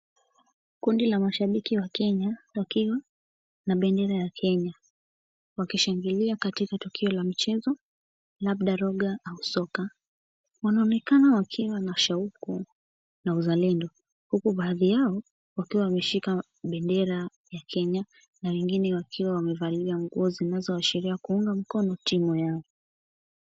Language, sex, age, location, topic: Swahili, female, 18-24, Kisumu, government